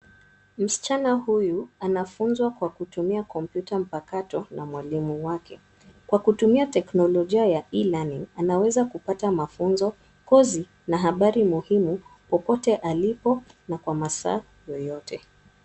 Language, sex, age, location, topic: Swahili, female, 18-24, Nairobi, education